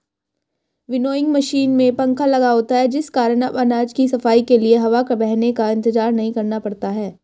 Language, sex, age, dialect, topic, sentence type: Hindi, female, 18-24, Hindustani Malvi Khadi Boli, agriculture, statement